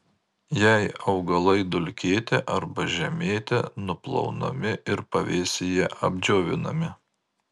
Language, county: Lithuanian, Marijampolė